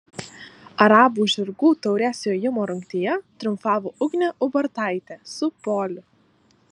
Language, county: Lithuanian, Alytus